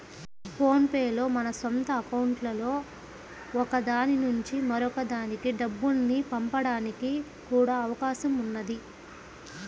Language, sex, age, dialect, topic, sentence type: Telugu, female, 25-30, Central/Coastal, banking, statement